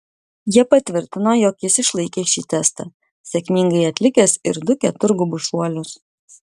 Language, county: Lithuanian, Kaunas